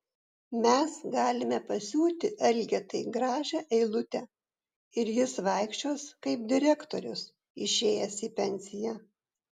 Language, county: Lithuanian, Vilnius